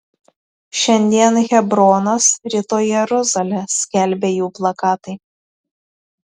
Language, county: Lithuanian, Tauragė